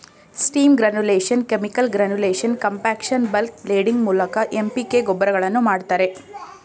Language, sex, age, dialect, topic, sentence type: Kannada, female, 25-30, Mysore Kannada, agriculture, statement